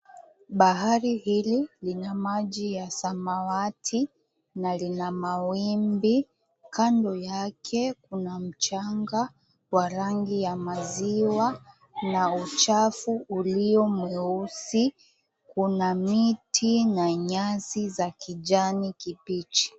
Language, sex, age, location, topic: Swahili, female, 18-24, Mombasa, government